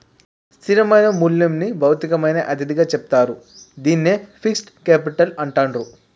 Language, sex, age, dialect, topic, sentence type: Telugu, male, 18-24, Telangana, banking, statement